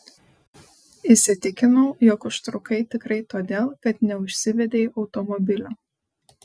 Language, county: Lithuanian, Panevėžys